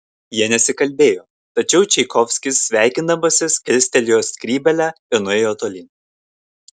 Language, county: Lithuanian, Kaunas